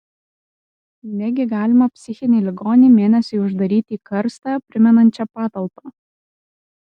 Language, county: Lithuanian, Kaunas